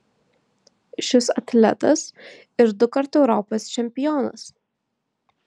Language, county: Lithuanian, Vilnius